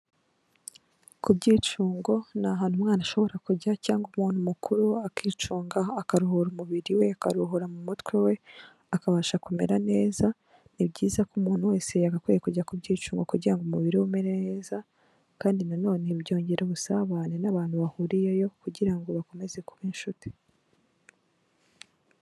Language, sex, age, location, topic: Kinyarwanda, female, 18-24, Kigali, health